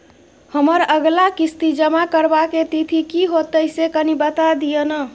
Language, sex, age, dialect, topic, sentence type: Maithili, female, 31-35, Bajjika, banking, question